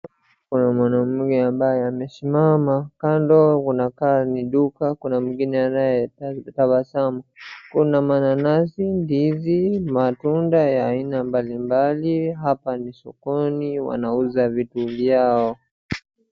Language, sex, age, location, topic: Swahili, male, 18-24, Wajir, finance